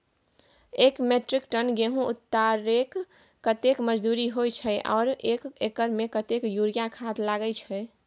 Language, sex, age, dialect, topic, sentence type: Maithili, female, 18-24, Bajjika, agriculture, question